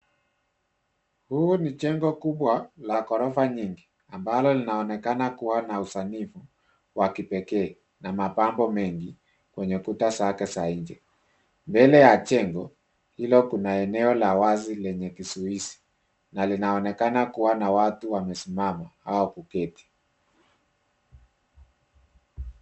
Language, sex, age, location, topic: Swahili, male, 36-49, Nairobi, finance